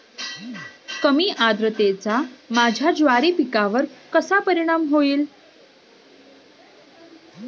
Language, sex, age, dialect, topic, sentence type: Marathi, female, 25-30, Standard Marathi, agriculture, question